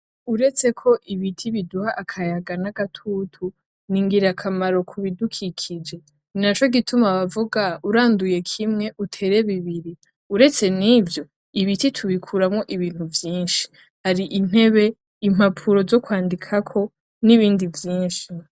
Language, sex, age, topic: Rundi, female, 18-24, agriculture